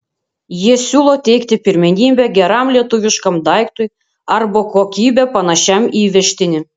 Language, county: Lithuanian, Kaunas